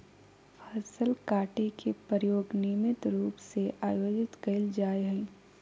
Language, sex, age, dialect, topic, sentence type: Magahi, female, 18-24, Southern, agriculture, statement